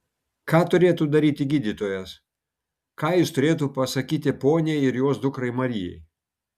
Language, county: Lithuanian, Kaunas